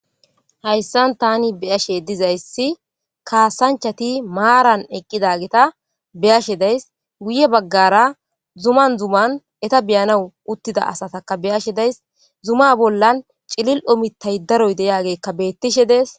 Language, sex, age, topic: Gamo, female, 18-24, government